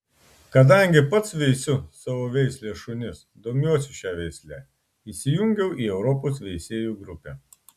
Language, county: Lithuanian, Klaipėda